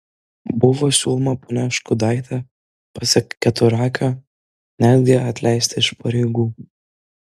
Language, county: Lithuanian, Vilnius